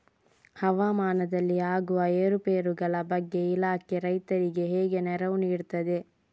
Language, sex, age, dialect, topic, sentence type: Kannada, female, 46-50, Coastal/Dakshin, agriculture, question